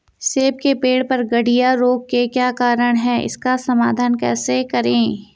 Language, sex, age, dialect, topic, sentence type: Hindi, female, 18-24, Garhwali, agriculture, question